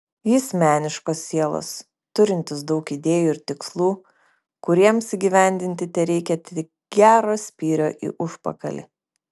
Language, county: Lithuanian, Kaunas